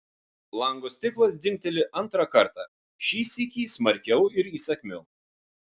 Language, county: Lithuanian, Vilnius